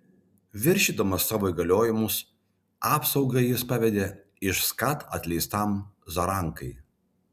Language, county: Lithuanian, Vilnius